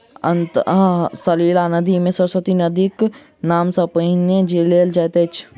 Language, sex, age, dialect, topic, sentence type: Maithili, male, 36-40, Southern/Standard, agriculture, statement